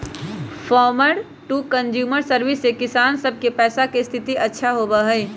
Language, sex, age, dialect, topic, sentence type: Magahi, female, 25-30, Western, agriculture, statement